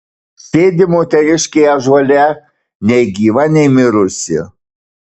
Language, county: Lithuanian, Marijampolė